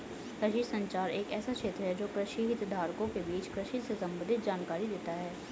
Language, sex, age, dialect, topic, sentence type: Hindi, female, 18-24, Hindustani Malvi Khadi Boli, agriculture, statement